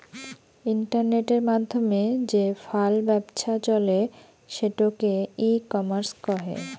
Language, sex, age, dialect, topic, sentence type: Bengali, female, 25-30, Rajbangshi, agriculture, statement